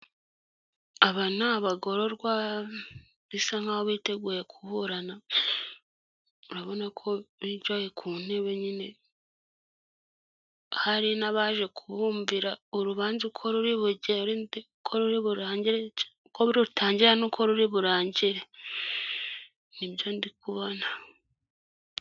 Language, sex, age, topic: Kinyarwanda, female, 25-35, government